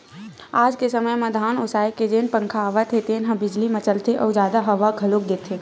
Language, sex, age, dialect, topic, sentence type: Chhattisgarhi, female, 18-24, Western/Budati/Khatahi, agriculture, statement